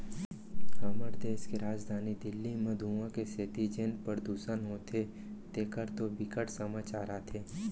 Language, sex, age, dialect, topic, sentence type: Chhattisgarhi, male, 60-100, Central, agriculture, statement